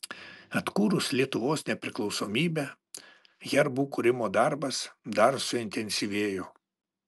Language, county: Lithuanian, Alytus